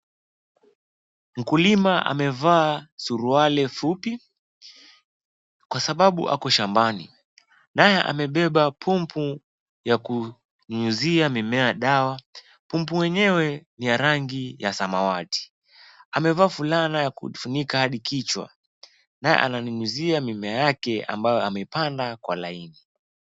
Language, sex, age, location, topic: Swahili, male, 18-24, Wajir, health